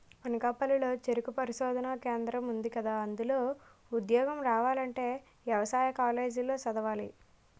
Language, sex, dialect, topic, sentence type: Telugu, female, Utterandhra, agriculture, statement